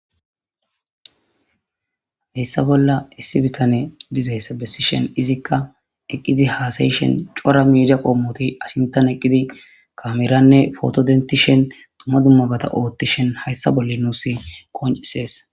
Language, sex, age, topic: Gamo, female, 18-24, government